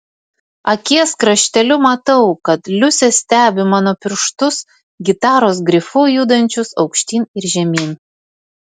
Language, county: Lithuanian, Vilnius